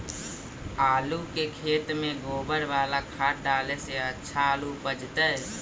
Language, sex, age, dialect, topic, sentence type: Magahi, female, 18-24, Central/Standard, agriculture, question